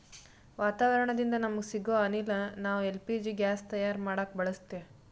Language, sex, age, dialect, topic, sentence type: Kannada, female, 18-24, Northeastern, agriculture, statement